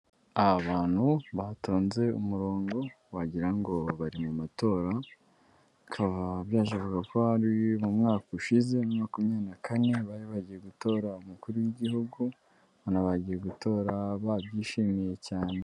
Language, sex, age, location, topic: Kinyarwanda, female, 18-24, Kigali, government